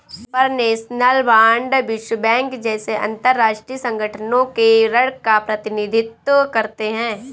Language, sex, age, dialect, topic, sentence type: Hindi, female, 18-24, Awadhi Bundeli, banking, statement